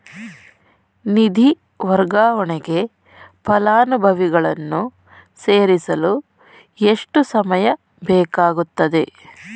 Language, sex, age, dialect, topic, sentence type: Kannada, female, 31-35, Mysore Kannada, banking, question